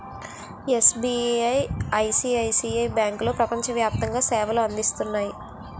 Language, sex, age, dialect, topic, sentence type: Telugu, female, 18-24, Utterandhra, banking, statement